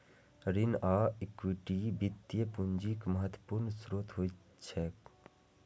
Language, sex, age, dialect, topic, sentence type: Maithili, male, 18-24, Eastern / Thethi, banking, statement